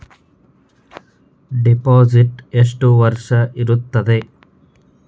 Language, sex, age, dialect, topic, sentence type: Kannada, male, 31-35, Dharwad Kannada, banking, question